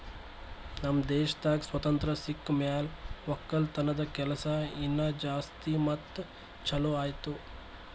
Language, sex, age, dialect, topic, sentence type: Kannada, male, 18-24, Northeastern, agriculture, statement